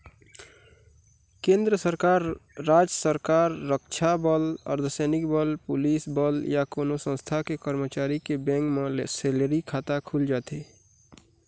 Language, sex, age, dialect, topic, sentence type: Chhattisgarhi, male, 41-45, Eastern, banking, statement